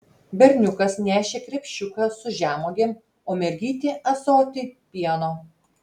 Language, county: Lithuanian, Telšiai